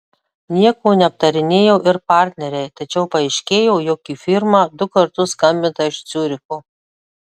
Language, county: Lithuanian, Marijampolė